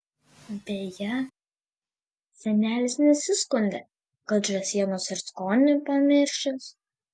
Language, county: Lithuanian, Šiauliai